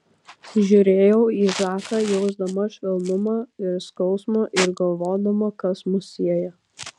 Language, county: Lithuanian, Kaunas